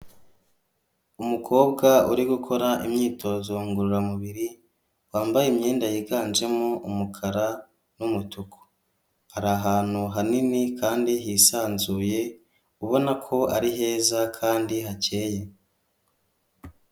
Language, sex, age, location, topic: Kinyarwanda, male, 25-35, Kigali, health